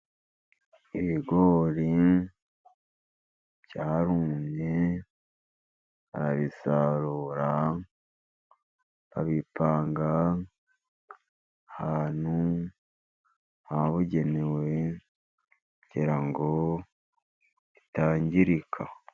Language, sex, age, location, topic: Kinyarwanda, male, 50+, Musanze, agriculture